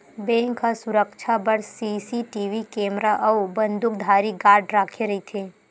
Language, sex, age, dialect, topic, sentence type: Chhattisgarhi, female, 18-24, Western/Budati/Khatahi, banking, statement